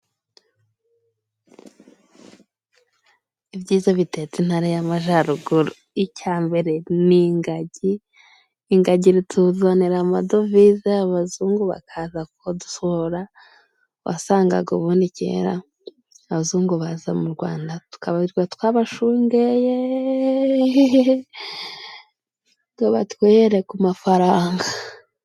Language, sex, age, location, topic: Kinyarwanda, female, 25-35, Musanze, agriculture